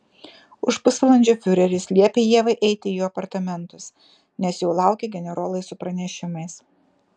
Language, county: Lithuanian, Kaunas